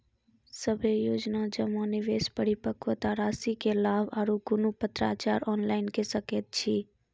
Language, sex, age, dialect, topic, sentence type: Maithili, female, 41-45, Angika, banking, question